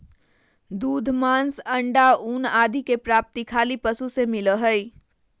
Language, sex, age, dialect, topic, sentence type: Magahi, female, 25-30, Southern, agriculture, statement